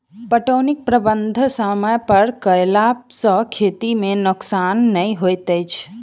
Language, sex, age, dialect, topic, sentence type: Maithili, female, 18-24, Southern/Standard, agriculture, statement